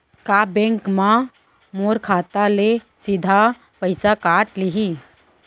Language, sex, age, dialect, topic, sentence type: Chhattisgarhi, female, 25-30, Central, banking, question